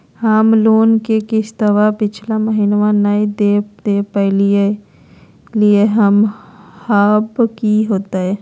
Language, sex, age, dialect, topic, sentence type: Magahi, female, 25-30, Southern, banking, question